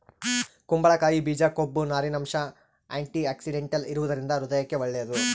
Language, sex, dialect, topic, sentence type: Kannada, male, Central, agriculture, statement